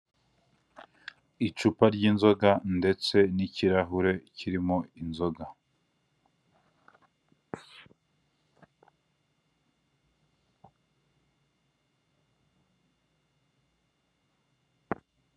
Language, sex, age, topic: Kinyarwanda, male, 25-35, finance